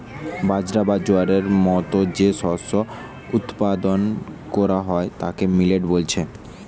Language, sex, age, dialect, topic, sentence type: Bengali, male, 18-24, Western, agriculture, statement